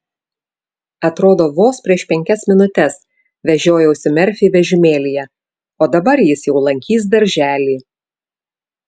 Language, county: Lithuanian, Vilnius